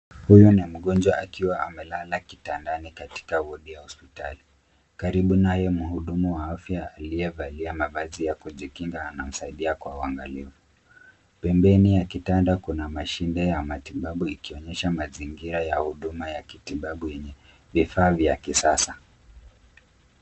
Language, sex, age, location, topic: Swahili, male, 25-35, Nairobi, health